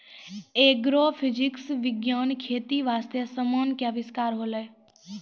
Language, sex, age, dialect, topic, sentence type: Maithili, female, 18-24, Angika, agriculture, statement